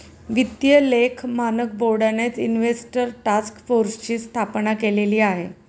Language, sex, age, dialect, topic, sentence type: Marathi, female, 36-40, Standard Marathi, banking, statement